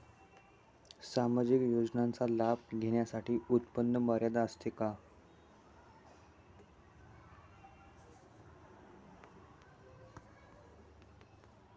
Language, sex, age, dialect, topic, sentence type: Marathi, male, 18-24, Standard Marathi, banking, question